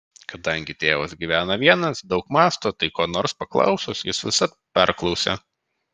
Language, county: Lithuanian, Vilnius